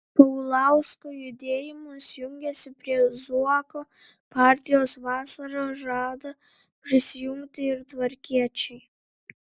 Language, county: Lithuanian, Vilnius